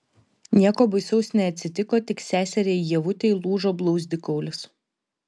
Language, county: Lithuanian, Vilnius